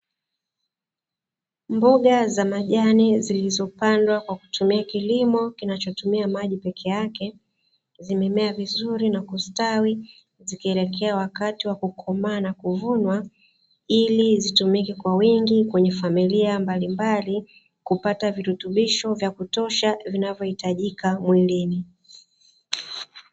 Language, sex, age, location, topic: Swahili, female, 36-49, Dar es Salaam, agriculture